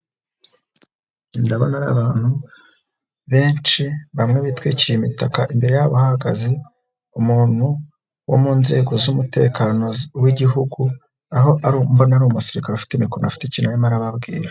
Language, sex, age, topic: Kinyarwanda, female, 50+, government